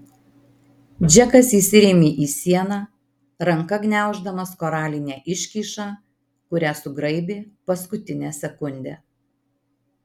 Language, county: Lithuanian, Marijampolė